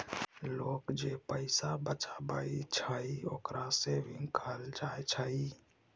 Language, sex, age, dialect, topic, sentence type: Maithili, male, 18-24, Bajjika, banking, statement